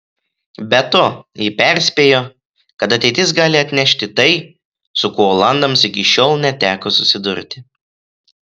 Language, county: Lithuanian, Klaipėda